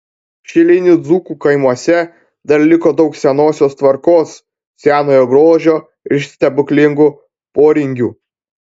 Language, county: Lithuanian, Panevėžys